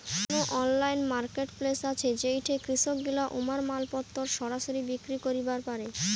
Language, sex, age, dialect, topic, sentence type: Bengali, female, 18-24, Rajbangshi, agriculture, statement